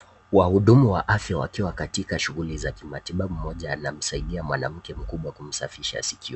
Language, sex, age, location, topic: Swahili, male, 18-24, Nakuru, health